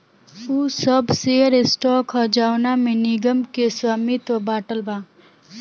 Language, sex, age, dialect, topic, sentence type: Bhojpuri, female, <18, Southern / Standard, banking, statement